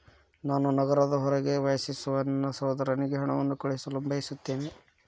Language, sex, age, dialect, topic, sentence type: Kannada, male, 18-24, Dharwad Kannada, banking, statement